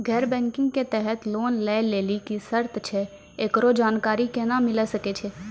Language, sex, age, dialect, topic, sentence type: Maithili, female, 25-30, Angika, banking, question